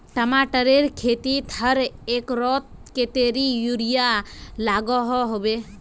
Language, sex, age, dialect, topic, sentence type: Magahi, female, 18-24, Northeastern/Surjapuri, agriculture, question